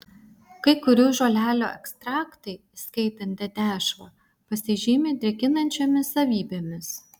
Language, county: Lithuanian, Vilnius